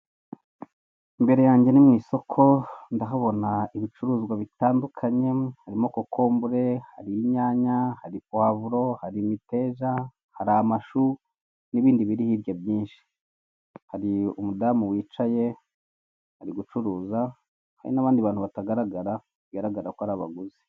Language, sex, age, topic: Kinyarwanda, male, 25-35, finance